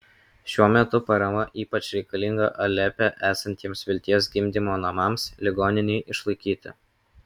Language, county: Lithuanian, Kaunas